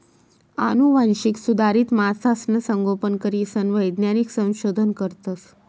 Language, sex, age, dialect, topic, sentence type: Marathi, female, 25-30, Northern Konkan, agriculture, statement